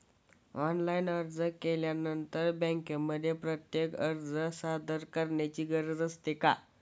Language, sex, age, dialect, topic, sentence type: Marathi, male, <18, Standard Marathi, banking, question